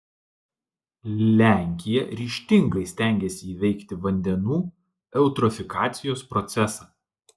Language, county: Lithuanian, Klaipėda